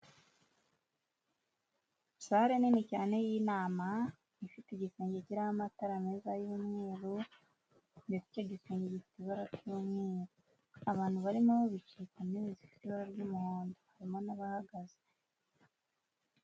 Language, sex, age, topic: Kinyarwanda, female, 18-24, finance